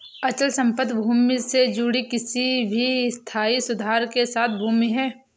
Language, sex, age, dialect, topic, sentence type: Hindi, female, 46-50, Awadhi Bundeli, banking, statement